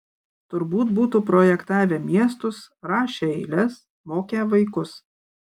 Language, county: Lithuanian, Kaunas